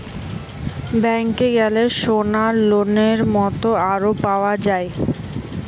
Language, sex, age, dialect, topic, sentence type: Bengali, female, 18-24, Western, banking, statement